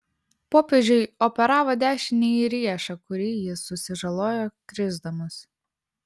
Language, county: Lithuanian, Vilnius